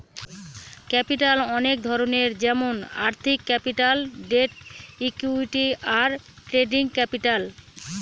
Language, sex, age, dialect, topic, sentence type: Bengali, female, 41-45, Northern/Varendri, banking, statement